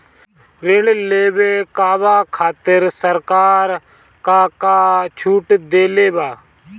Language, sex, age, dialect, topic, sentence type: Bhojpuri, male, 25-30, Northern, banking, question